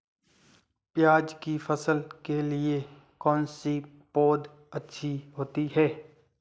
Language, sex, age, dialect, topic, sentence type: Hindi, male, 18-24, Marwari Dhudhari, agriculture, question